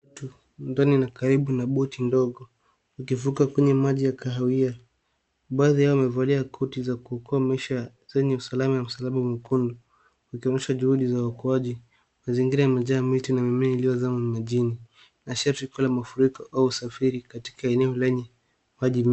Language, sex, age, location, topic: Swahili, male, 18-24, Nairobi, health